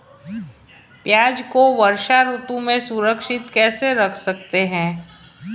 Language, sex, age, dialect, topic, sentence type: Hindi, female, 51-55, Marwari Dhudhari, agriculture, question